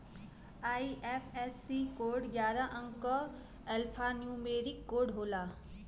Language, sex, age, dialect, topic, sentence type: Bhojpuri, female, 31-35, Western, banking, statement